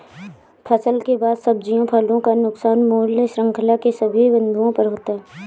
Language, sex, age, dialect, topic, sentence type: Hindi, female, 18-24, Awadhi Bundeli, agriculture, statement